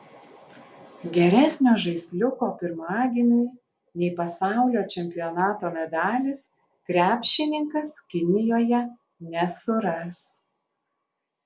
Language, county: Lithuanian, Alytus